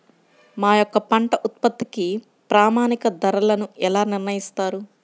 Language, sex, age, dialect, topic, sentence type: Telugu, female, 31-35, Central/Coastal, agriculture, question